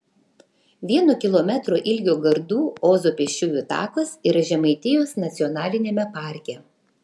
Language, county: Lithuanian, Vilnius